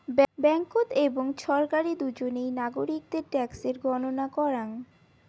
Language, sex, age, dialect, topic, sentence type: Bengali, female, 18-24, Rajbangshi, banking, statement